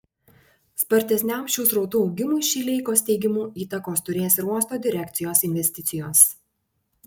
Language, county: Lithuanian, Panevėžys